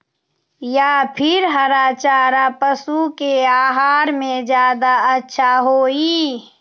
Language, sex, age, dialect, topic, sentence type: Magahi, female, 36-40, Western, agriculture, question